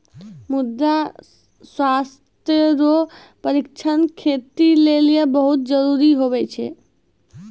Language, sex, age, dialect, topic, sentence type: Maithili, female, 18-24, Angika, banking, statement